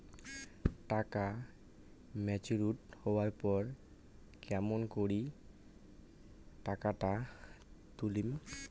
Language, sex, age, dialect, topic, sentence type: Bengali, male, 18-24, Rajbangshi, banking, question